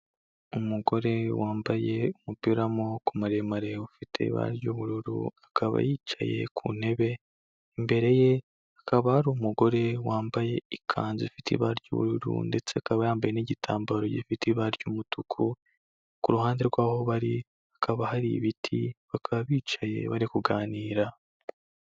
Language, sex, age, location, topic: Kinyarwanda, male, 25-35, Kigali, health